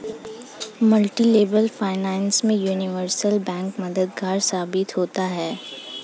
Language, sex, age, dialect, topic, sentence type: Hindi, female, 25-30, Hindustani Malvi Khadi Boli, banking, statement